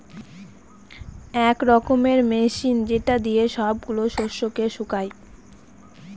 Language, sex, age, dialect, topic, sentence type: Bengali, female, 18-24, Northern/Varendri, agriculture, statement